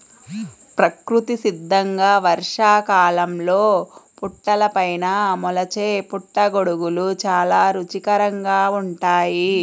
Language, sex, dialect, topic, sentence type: Telugu, female, Central/Coastal, agriculture, statement